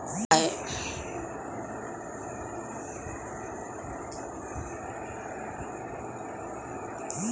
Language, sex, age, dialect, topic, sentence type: Bengali, female, 51-55, Standard Colloquial, banking, question